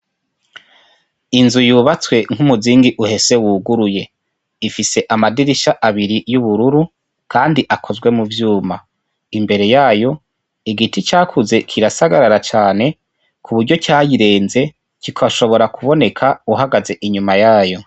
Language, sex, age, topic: Rundi, male, 25-35, education